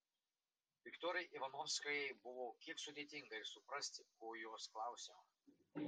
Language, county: Lithuanian, Marijampolė